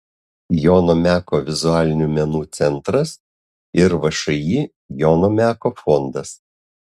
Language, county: Lithuanian, Utena